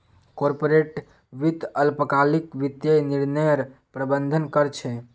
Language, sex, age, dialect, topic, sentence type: Magahi, female, 56-60, Northeastern/Surjapuri, banking, statement